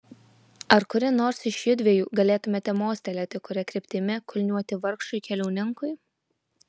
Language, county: Lithuanian, Vilnius